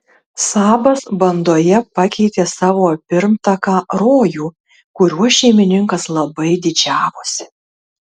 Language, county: Lithuanian, Tauragė